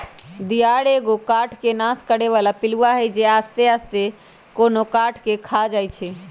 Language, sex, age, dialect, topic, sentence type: Magahi, female, 25-30, Western, agriculture, statement